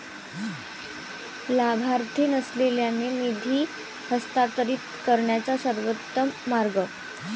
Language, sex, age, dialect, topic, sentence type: Marathi, female, 18-24, Varhadi, banking, statement